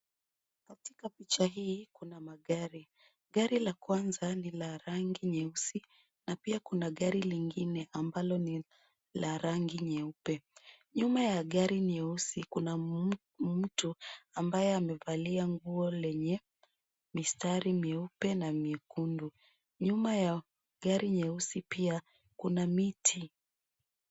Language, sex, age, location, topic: Swahili, female, 25-35, Nairobi, finance